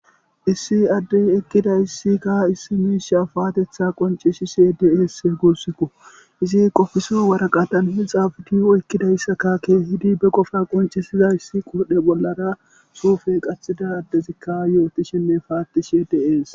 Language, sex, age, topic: Gamo, male, 18-24, government